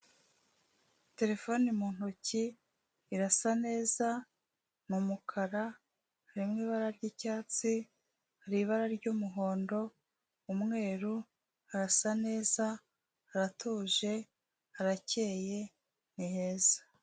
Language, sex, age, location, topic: Kinyarwanda, female, 36-49, Kigali, finance